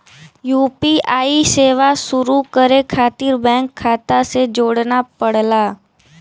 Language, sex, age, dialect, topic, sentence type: Bhojpuri, female, <18, Western, banking, statement